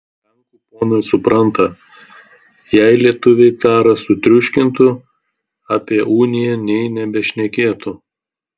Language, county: Lithuanian, Tauragė